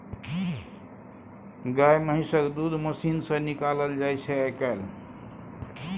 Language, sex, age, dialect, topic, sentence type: Maithili, male, 60-100, Bajjika, agriculture, statement